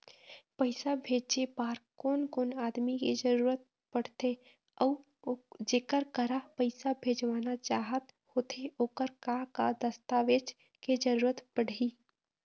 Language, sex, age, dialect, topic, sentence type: Chhattisgarhi, female, 25-30, Eastern, banking, question